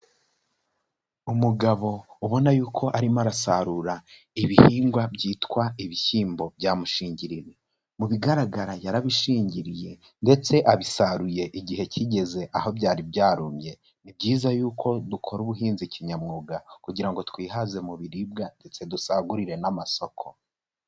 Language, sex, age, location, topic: Kinyarwanda, male, 18-24, Kigali, agriculture